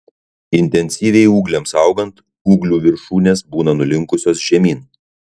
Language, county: Lithuanian, Kaunas